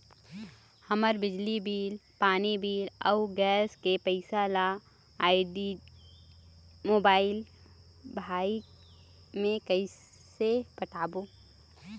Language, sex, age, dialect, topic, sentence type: Chhattisgarhi, female, 25-30, Eastern, banking, question